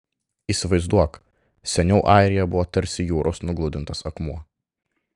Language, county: Lithuanian, Klaipėda